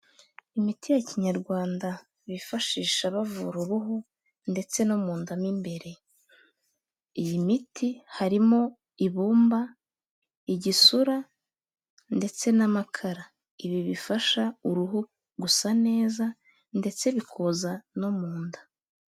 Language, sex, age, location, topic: Kinyarwanda, female, 18-24, Kigali, health